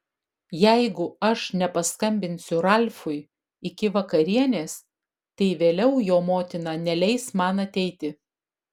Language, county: Lithuanian, Vilnius